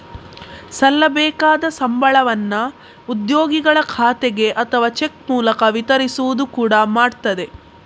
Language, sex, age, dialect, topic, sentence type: Kannada, female, 18-24, Coastal/Dakshin, banking, statement